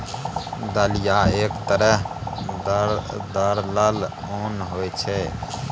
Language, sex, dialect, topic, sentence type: Maithili, male, Bajjika, agriculture, statement